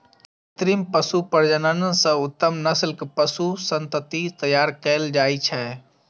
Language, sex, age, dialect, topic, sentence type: Maithili, female, 36-40, Eastern / Thethi, agriculture, statement